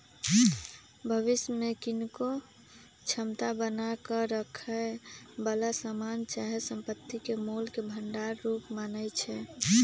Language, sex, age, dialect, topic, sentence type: Magahi, female, 25-30, Western, banking, statement